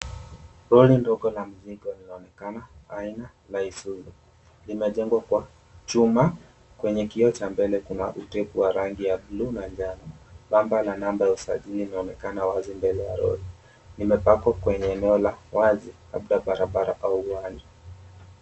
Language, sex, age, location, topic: Swahili, male, 18-24, Mombasa, government